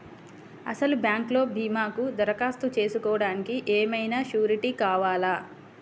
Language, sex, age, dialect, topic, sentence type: Telugu, female, 25-30, Central/Coastal, banking, question